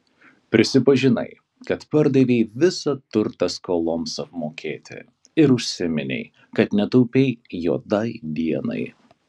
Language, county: Lithuanian, Kaunas